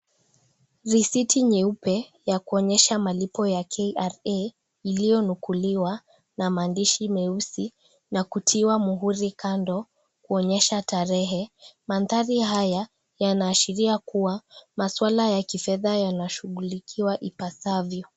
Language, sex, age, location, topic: Swahili, female, 36-49, Kisii, finance